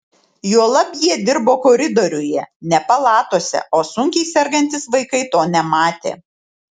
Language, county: Lithuanian, Šiauliai